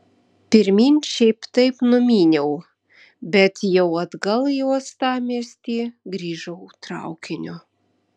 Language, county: Lithuanian, Vilnius